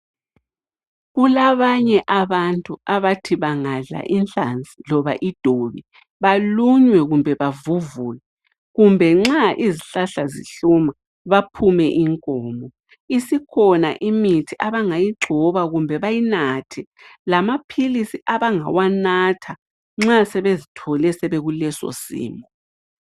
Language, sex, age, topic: North Ndebele, female, 36-49, health